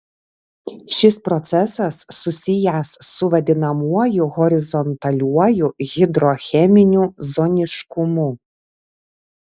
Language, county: Lithuanian, Vilnius